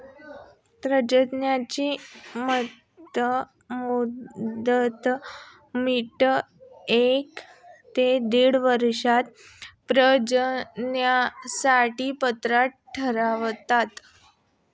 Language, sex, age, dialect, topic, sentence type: Marathi, female, 25-30, Standard Marathi, agriculture, statement